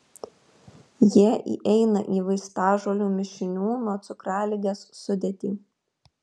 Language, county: Lithuanian, Kaunas